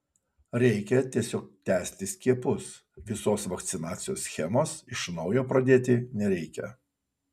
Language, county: Lithuanian, Kaunas